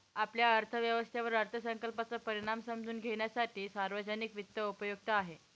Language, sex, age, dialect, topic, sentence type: Marathi, female, 18-24, Northern Konkan, banking, statement